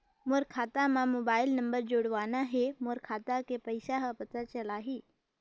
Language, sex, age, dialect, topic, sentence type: Chhattisgarhi, female, 18-24, Northern/Bhandar, banking, question